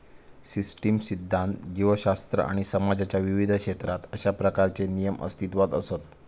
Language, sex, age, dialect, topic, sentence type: Marathi, male, 18-24, Southern Konkan, banking, statement